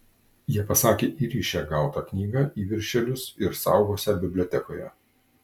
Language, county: Lithuanian, Kaunas